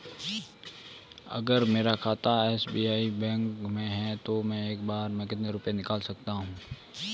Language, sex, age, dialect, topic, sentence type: Hindi, male, 18-24, Marwari Dhudhari, banking, question